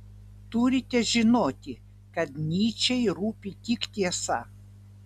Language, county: Lithuanian, Vilnius